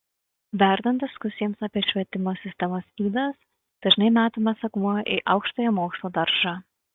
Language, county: Lithuanian, Šiauliai